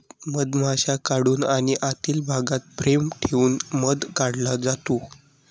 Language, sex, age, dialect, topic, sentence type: Marathi, male, 18-24, Varhadi, agriculture, statement